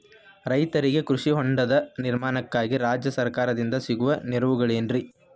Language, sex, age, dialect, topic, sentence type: Kannada, male, 25-30, Dharwad Kannada, agriculture, question